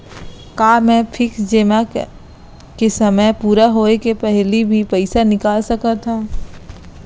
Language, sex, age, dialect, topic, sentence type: Chhattisgarhi, female, 25-30, Central, banking, question